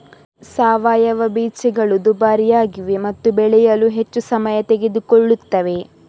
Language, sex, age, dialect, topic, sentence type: Kannada, female, 31-35, Coastal/Dakshin, agriculture, statement